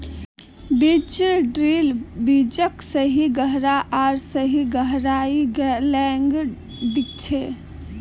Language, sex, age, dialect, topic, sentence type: Magahi, female, 18-24, Northeastern/Surjapuri, agriculture, statement